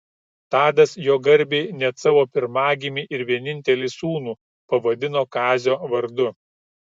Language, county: Lithuanian, Kaunas